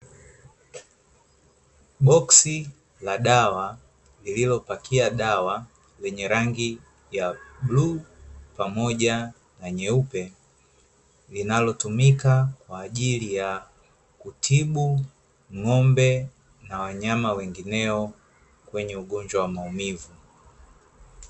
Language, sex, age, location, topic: Swahili, male, 25-35, Dar es Salaam, agriculture